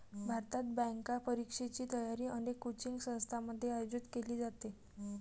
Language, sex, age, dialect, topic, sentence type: Marathi, female, 18-24, Varhadi, banking, statement